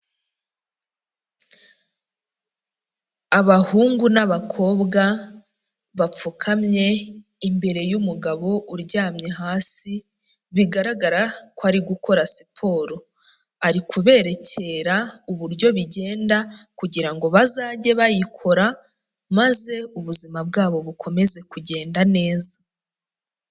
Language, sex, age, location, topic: Kinyarwanda, female, 25-35, Huye, health